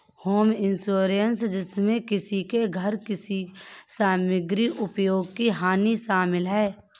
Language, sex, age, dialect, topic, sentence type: Hindi, male, 31-35, Kanauji Braj Bhasha, banking, statement